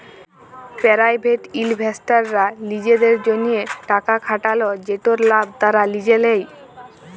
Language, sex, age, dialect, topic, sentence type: Bengali, female, 18-24, Jharkhandi, banking, statement